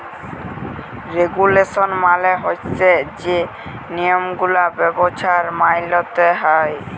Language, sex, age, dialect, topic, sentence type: Bengali, male, 18-24, Jharkhandi, banking, statement